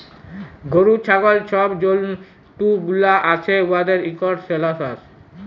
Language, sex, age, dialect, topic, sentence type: Bengali, male, 18-24, Jharkhandi, agriculture, statement